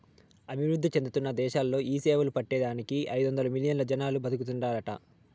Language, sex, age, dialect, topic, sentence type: Telugu, male, 18-24, Southern, agriculture, statement